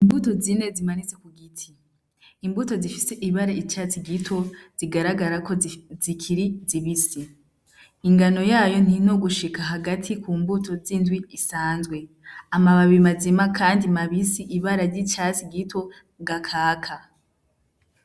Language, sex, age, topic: Rundi, female, 18-24, agriculture